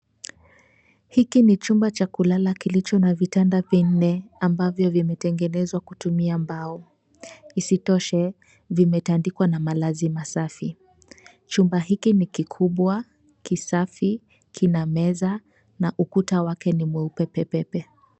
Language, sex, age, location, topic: Swahili, female, 25-35, Nairobi, education